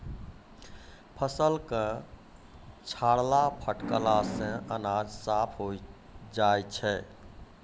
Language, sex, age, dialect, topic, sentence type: Maithili, male, 51-55, Angika, agriculture, statement